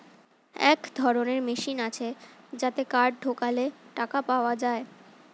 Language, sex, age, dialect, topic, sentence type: Bengali, female, 18-24, Standard Colloquial, banking, statement